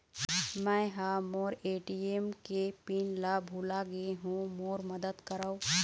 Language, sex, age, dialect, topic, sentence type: Chhattisgarhi, female, 25-30, Eastern, banking, statement